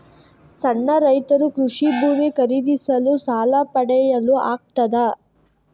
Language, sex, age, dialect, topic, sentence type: Kannada, female, 51-55, Coastal/Dakshin, agriculture, statement